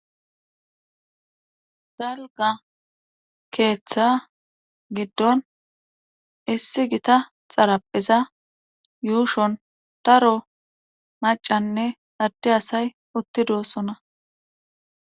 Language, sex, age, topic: Gamo, female, 36-49, government